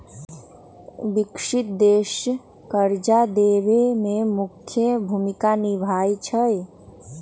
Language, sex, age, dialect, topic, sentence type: Magahi, female, 18-24, Western, banking, statement